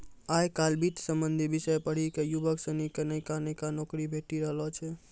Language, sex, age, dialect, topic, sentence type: Maithili, male, 41-45, Angika, banking, statement